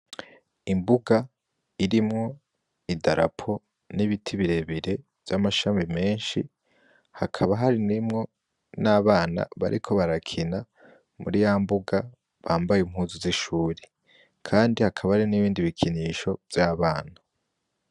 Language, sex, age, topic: Rundi, male, 18-24, education